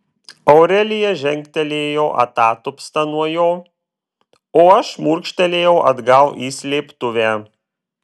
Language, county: Lithuanian, Vilnius